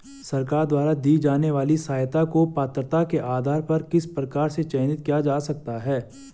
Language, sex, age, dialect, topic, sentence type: Hindi, male, 18-24, Garhwali, banking, question